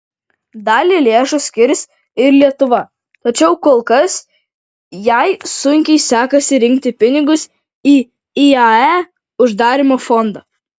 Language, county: Lithuanian, Vilnius